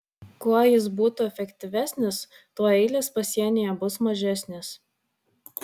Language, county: Lithuanian, Vilnius